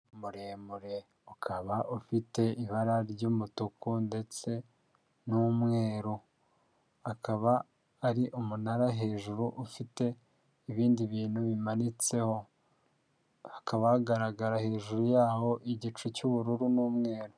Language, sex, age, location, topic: Kinyarwanda, male, 50+, Kigali, government